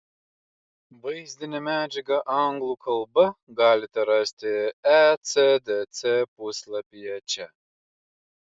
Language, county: Lithuanian, Klaipėda